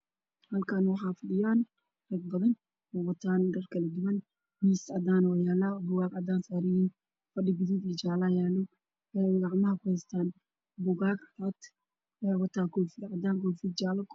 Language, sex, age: Somali, female, 25-35